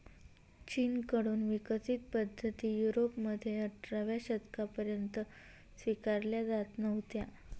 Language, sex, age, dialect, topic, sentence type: Marathi, female, 18-24, Northern Konkan, agriculture, statement